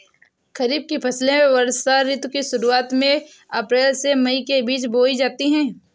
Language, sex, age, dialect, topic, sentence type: Hindi, male, 25-30, Kanauji Braj Bhasha, agriculture, statement